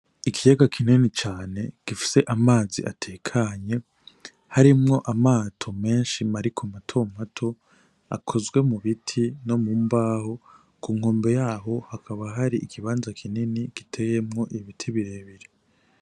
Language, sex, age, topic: Rundi, male, 18-24, agriculture